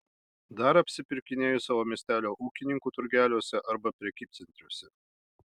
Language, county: Lithuanian, Alytus